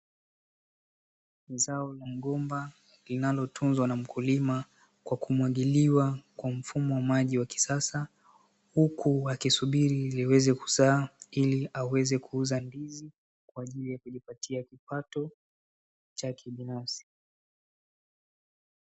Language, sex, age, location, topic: Swahili, male, 18-24, Dar es Salaam, agriculture